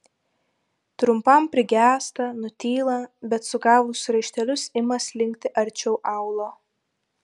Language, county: Lithuanian, Vilnius